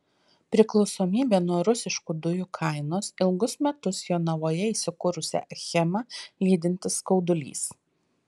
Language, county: Lithuanian, Vilnius